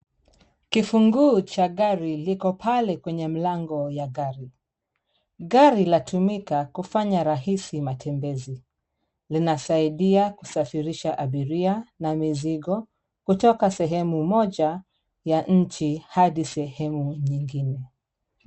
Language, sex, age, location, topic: Swahili, female, 36-49, Kisumu, finance